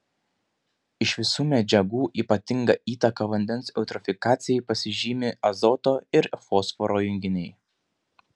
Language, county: Lithuanian, Panevėžys